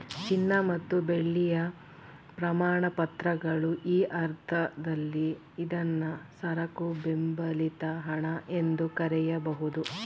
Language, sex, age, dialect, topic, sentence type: Kannada, female, 36-40, Mysore Kannada, banking, statement